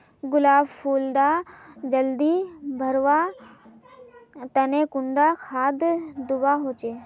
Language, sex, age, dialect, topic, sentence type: Magahi, female, 25-30, Northeastern/Surjapuri, agriculture, question